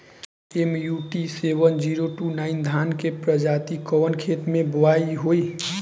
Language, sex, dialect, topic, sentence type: Bhojpuri, male, Northern, agriculture, question